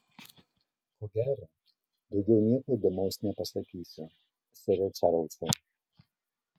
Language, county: Lithuanian, Kaunas